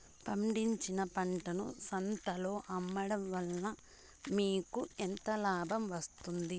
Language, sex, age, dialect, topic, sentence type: Telugu, female, 31-35, Southern, agriculture, question